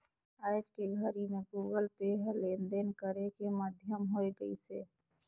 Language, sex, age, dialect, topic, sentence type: Chhattisgarhi, female, 60-100, Northern/Bhandar, banking, statement